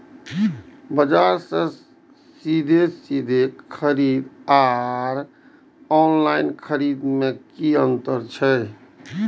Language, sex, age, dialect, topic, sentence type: Maithili, male, 41-45, Eastern / Thethi, agriculture, question